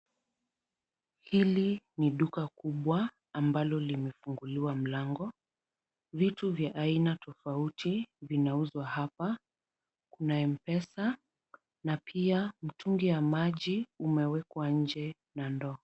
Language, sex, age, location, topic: Swahili, female, 25-35, Kisumu, finance